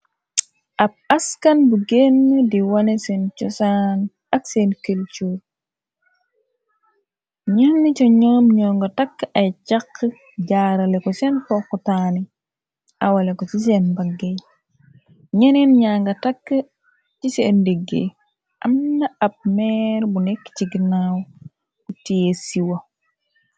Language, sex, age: Wolof, female, 25-35